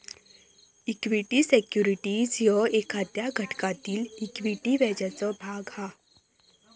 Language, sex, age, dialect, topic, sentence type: Marathi, female, 25-30, Southern Konkan, banking, statement